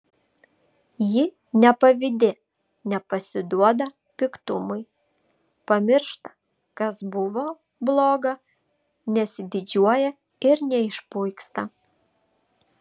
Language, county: Lithuanian, Vilnius